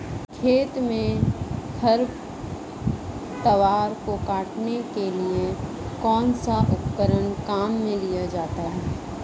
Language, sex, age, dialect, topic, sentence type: Hindi, female, 31-35, Marwari Dhudhari, agriculture, question